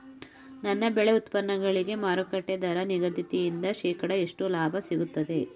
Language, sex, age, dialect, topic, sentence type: Kannada, male, 18-24, Mysore Kannada, agriculture, question